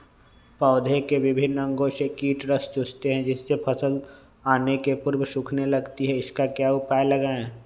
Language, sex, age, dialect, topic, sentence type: Magahi, male, 25-30, Western, agriculture, question